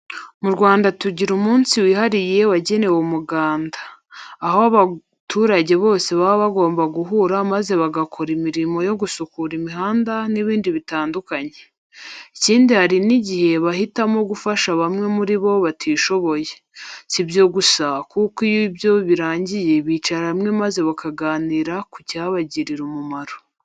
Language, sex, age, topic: Kinyarwanda, female, 25-35, education